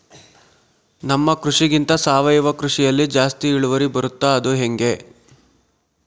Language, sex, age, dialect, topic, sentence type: Kannada, male, 56-60, Central, agriculture, question